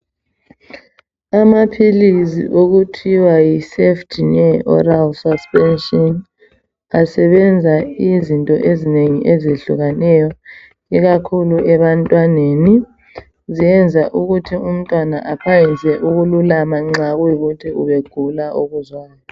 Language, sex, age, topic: North Ndebele, male, 25-35, health